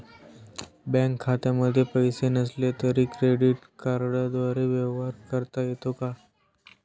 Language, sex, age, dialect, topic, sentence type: Marathi, male, 18-24, Standard Marathi, banking, question